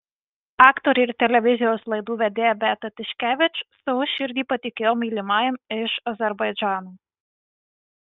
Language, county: Lithuanian, Marijampolė